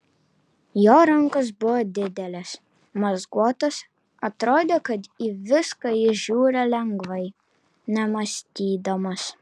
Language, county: Lithuanian, Kaunas